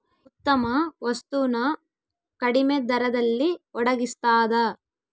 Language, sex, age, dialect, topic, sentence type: Kannada, female, 18-24, Central, banking, statement